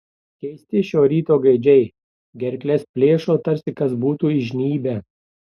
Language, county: Lithuanian, Tauragė